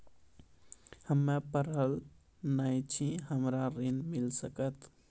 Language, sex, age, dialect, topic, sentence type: Maithili, male, 25-30, Angika, banking, question